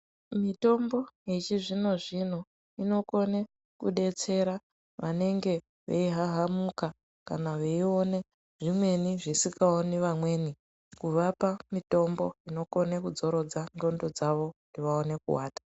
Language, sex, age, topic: Ndau, female, 25-35, health